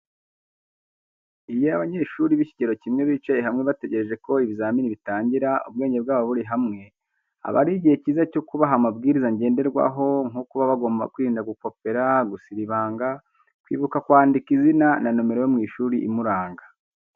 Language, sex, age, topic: Kinyarwanda, male, 25-35, education